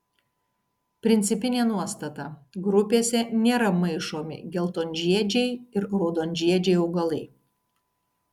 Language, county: Lithuanian, Kaunas